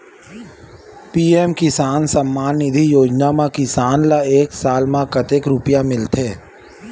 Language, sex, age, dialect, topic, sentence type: Chhattisgarhi, male, 31-35, Western/Budati/Khatahi, agriculture, question